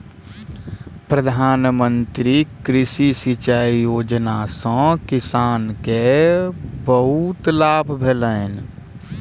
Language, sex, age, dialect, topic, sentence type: Maithili, male, 18-24, Southern/Standard, agriculture, statement